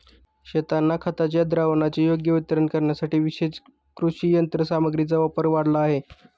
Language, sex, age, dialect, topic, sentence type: Marathi, male, 31-35, Standard Marathi, agriculture, statement